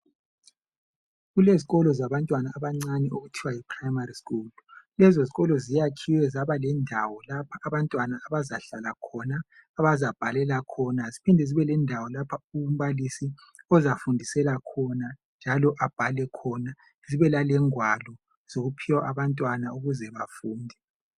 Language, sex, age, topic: North Ndebele, male, 25-35, education